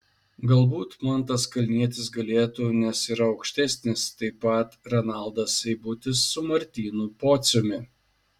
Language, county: Lithuanian, Šiauliai